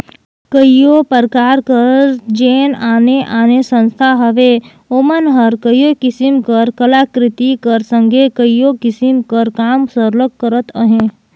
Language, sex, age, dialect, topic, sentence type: Chhattisgarhi, female, 18-24, Northern/Bhandar, banking, statement